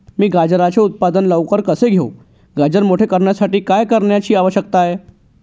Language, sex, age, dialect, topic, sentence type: Marathi, male, 36-40, Northern Konkan, agriculture, question